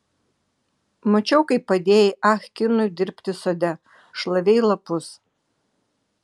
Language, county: Lithuanian, Vilnius